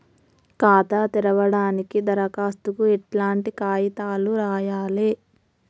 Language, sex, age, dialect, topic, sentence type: Telugu, female, 18-24, Telangana, banking, question